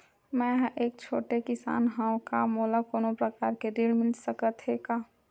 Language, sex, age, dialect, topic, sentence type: Chhattisgarhi, female, 31-35, Western/Budati/Khatahi, banking, question